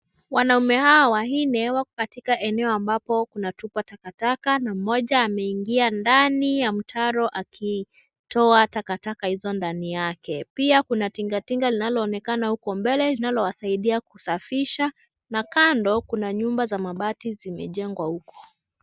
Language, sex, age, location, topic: Swahili, female, 25-35, Nairobi, government